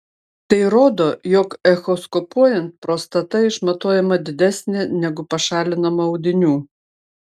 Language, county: Lithuanian, Klaipėda